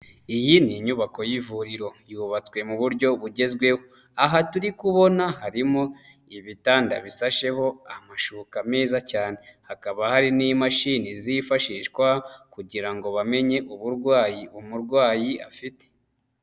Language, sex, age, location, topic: Kinyarwanda, male, 25-35, Huye, health